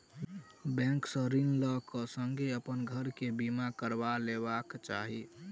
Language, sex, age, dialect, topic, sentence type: Maithili, male, 18-24, Southern/Standard, banking, statement